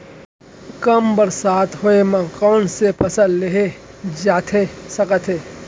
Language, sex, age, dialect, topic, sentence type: Chhattisgarhi, male, 25-30, Central, agriculture, question